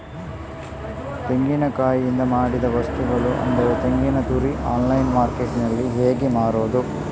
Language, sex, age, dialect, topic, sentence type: Kannada, male, 18-24, Coastal/Dakshin, agriculture, question